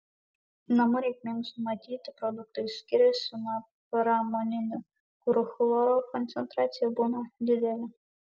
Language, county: Lithuanian, Kaunas